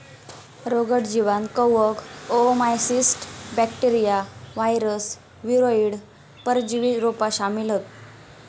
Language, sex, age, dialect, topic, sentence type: Marathi, female, 18-24, Southern Konkan, agriculture, statement